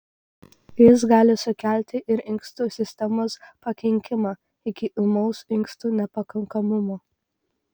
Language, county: Lithuanian, Kaunas